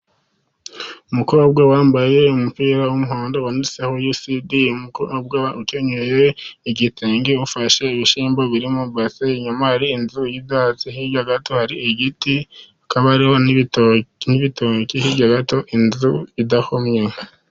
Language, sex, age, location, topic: Kinyarwanda, male, 50+, Musanze, agriculture